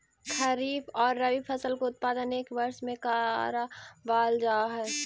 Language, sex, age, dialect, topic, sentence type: Magahi, female, 18-24, Central/Standard, agriculture, statement